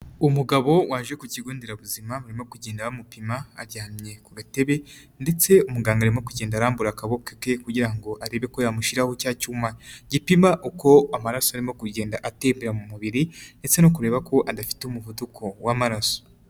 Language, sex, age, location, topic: Kinyarwanda, male, 36-49, Nyagatare, health